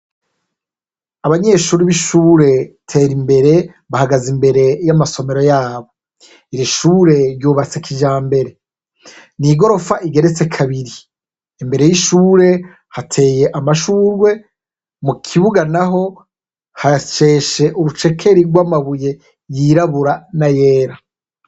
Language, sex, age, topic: Rundi, male, 36-49, education